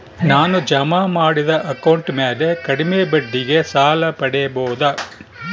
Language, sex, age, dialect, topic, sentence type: Kannada, male, 60-100, Central, banking, question